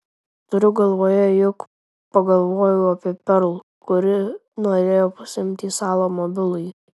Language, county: Lithuanian, Tauragė